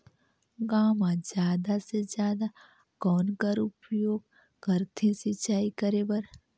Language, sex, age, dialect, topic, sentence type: Chhattisgarhi, female, 18-24, Northern/Bhandar, agriculture, question